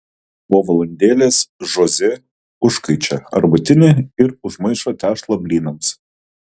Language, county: Lithuanian, Kaunas